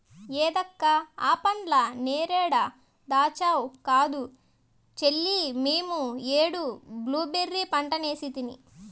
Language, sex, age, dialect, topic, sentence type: Telugu, female, 18-24, Southern, agriculture, statement